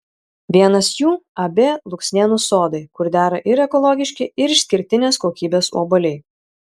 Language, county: Lithuanian, Šiauliai